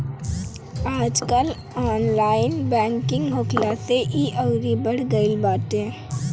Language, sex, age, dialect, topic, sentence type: Bhojpuri, male, 18-24, Northern, banking, statement